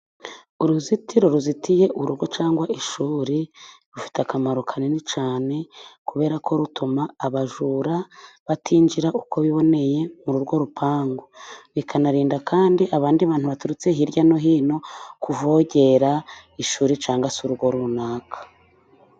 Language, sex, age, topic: Kinyarwanda, female, 25-35, government